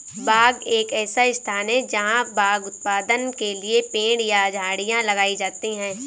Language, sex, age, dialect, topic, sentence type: Hindi, female, 18-24, Awadhi Bundeli, agriculture, statement